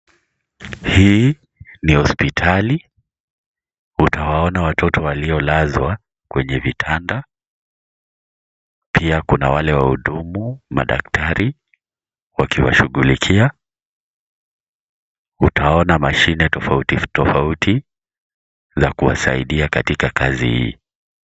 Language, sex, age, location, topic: Swahili, male, 18-24, Kisii, health